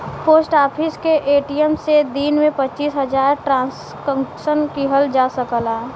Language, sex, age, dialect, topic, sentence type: Bhojpuri, female, 18-24, Western, banking, statement